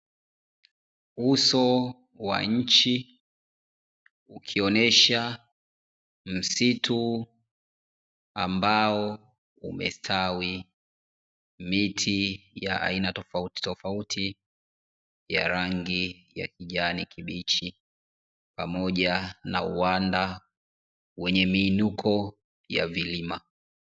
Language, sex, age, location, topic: Swahili, female, 25-35, Dar es Salaam, agriculture